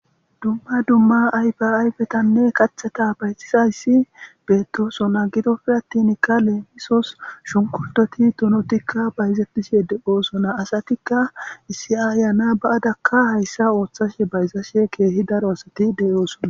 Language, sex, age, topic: Gamo, male, 18-24, government